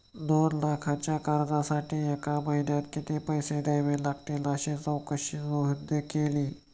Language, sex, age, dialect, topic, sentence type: Marathi, male, 25-30, Standard Marathi, banking, statement